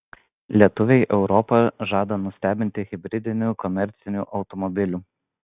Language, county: Lithuanian, Vilnius